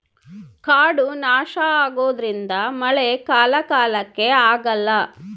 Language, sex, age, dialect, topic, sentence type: Kannada, female, 36-40, Central, agriculture, statement